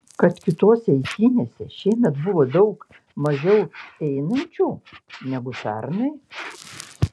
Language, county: Lithuanian, Kaunas